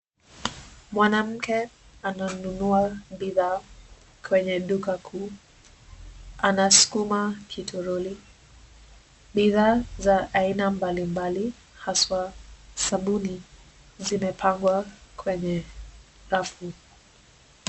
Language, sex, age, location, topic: Swahili, female, 18-24, Nairobi, finance